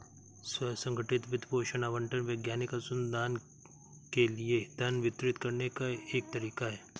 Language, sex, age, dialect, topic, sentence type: Hindi, male, 56-60, Awadhi Bundeli, banking, statement